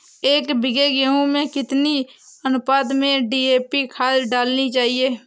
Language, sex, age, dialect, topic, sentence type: Hindi, female, 18-24, Awadhi Bundeli, agriculture, question